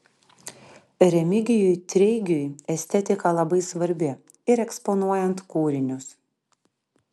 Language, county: Lithuanian, Klaipėda